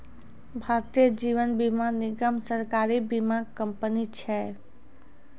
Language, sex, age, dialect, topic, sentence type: Maithili, female, 25-30, Angika, banking, statement